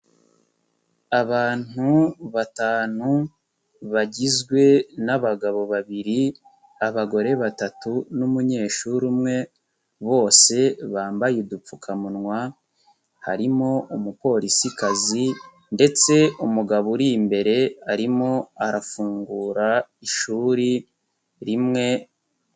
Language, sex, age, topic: Kinyarwanda, male, 18-24, education